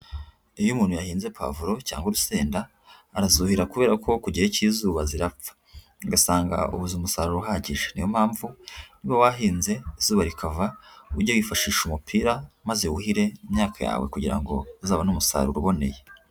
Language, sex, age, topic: Kinyarwanda, female, 25-35, agriculture